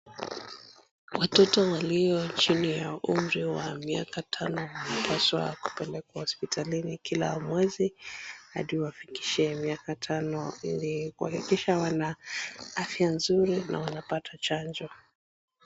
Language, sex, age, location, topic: Swahili, female, 25-35, Wajir, health